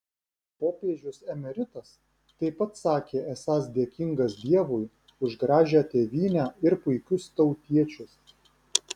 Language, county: Lithuanian, Vilnius